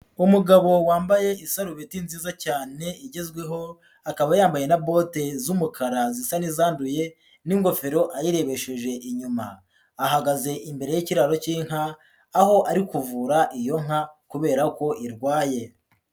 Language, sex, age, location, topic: Kinyarwanda, male, 25-35, Huye, agriculture